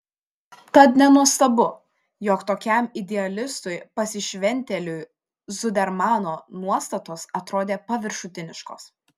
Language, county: Lithuanian, Šiauliai